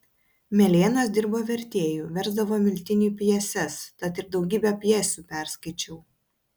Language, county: Lithuanian, Vilnius